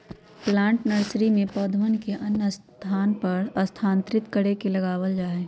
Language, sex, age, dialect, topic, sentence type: Magahi, female, 31-35, Western, agriculture, statement